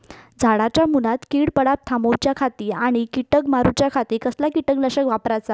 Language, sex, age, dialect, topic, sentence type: Marathi, female, 18-24, Southern Konkan, agriculture, question